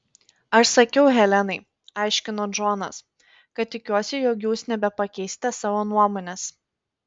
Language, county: Lithuanian, Panevėžys